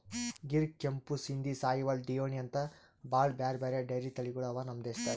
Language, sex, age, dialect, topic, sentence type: Kannada, male, 18-24, Northeastern, agriculture, statement